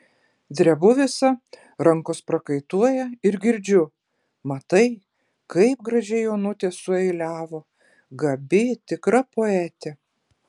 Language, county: Lithuanian, Klaipėda